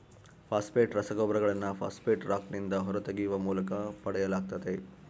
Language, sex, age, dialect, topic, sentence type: Kannada, male, 46-50, Central, agriculture, statement